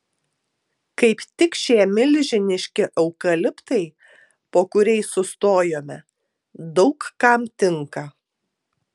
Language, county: Lithuanian, Tauragė